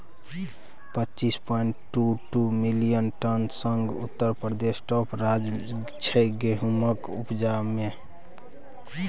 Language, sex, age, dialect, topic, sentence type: Maithili, male, 18-24, Bajjika, agriculture, statement